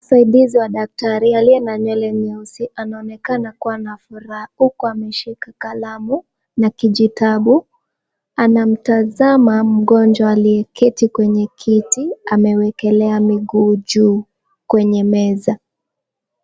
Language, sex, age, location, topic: Swahili, female, 18-24, Kisumu, health